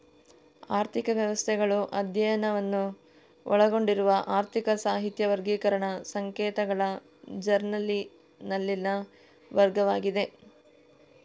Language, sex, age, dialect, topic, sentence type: Kannada, female, 41-45, Coastal/Dakshin, banking, statement